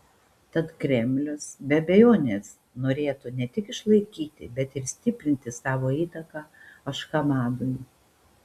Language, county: Lithuanian, Panevėžys